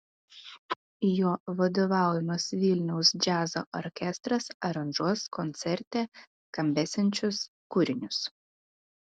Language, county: Lithuanian, Klaipėda